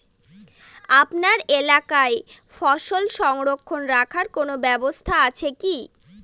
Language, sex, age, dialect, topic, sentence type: Bengali, female, 60-100, Northern/Varendri, agriculture, question